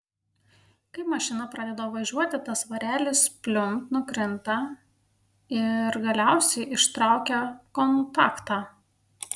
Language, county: Lithuanian, Panevėžys